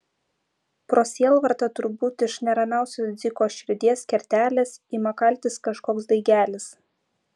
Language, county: Lithuanian, Utena